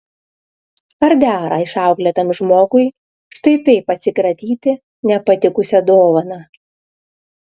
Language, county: Lithuanian, Klaipėda